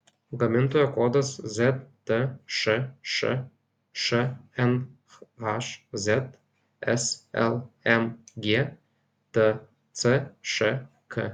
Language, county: Lithuanian, Kaunas